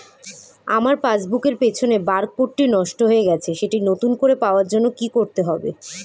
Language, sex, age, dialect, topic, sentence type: Bengali, female, 18-24, Standard Colloquial, banking, question